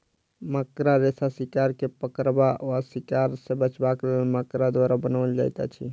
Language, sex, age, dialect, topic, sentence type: Maithili, male, 36-40, Southern/Standard, agriculture, statement